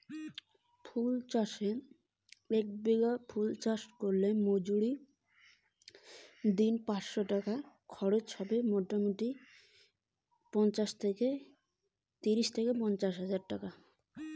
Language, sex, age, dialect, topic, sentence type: Bengali, female, 18-24, Rajbangshi, agriculture, question